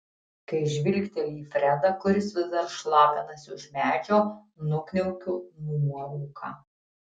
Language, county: Lithuanian, Tauragė